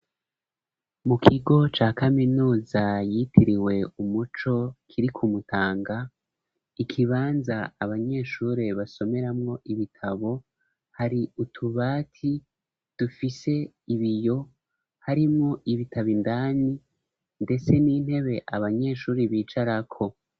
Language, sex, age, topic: Rundi, male, 25-35, education